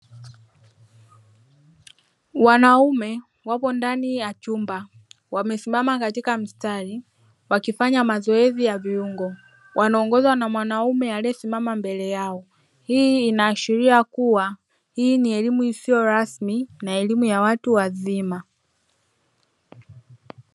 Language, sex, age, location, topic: Swahili, female, 25-35, Dar es Salaam, education